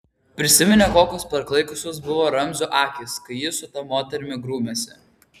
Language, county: Lithuanian, Vilnius